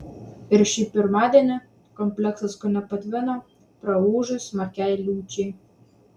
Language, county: Lithuanian, Vilnius